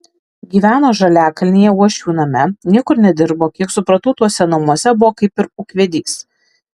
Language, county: Lithuanian, Alytus